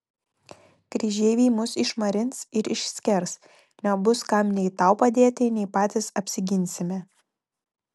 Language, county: Lithuanian, Telšiai